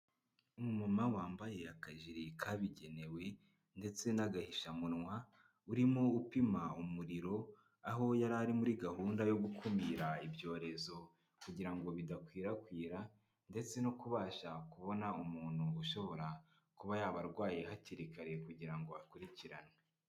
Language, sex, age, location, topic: Kinyarwanda, male, 25-35, Kigali, health